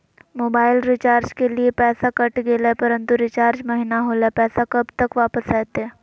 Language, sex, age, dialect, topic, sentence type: Magahi, female, 18-24, Southern, banking, question